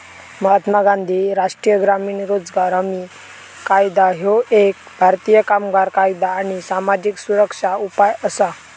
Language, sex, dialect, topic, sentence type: Marathi, male, Southern Konkan, banking, statement